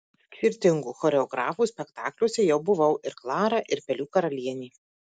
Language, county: Lithuanian, Marijampolė